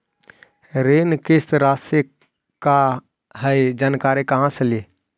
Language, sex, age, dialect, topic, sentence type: Magahi, male, 56-60, Central/Standard, banking, question